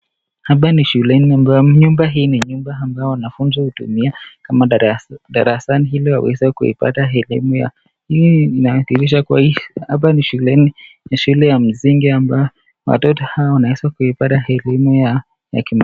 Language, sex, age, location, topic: Swahili, male, 25-35, Nakuru, education